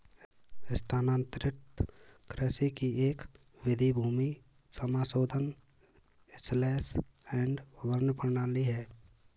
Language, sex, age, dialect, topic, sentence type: Hindi, male, 18-24, Marwari Dhudhari, agriculture, statement